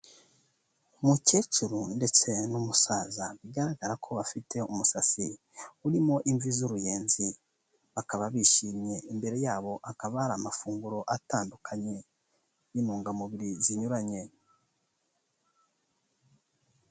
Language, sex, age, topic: Kinyarwanda, male, 25-35, health